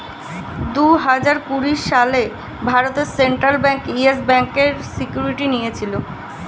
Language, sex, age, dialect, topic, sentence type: Bengali, female, 25-30, Standard Colloquial, banking, statement